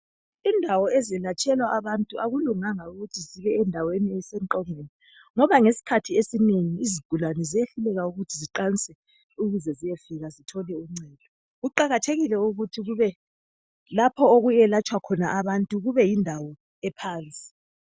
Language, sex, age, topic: North Ndebele, female, 36-49, health